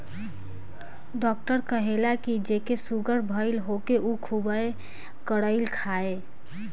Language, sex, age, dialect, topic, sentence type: Bhojpuri, female, 18-24, Northern, agriculture, statement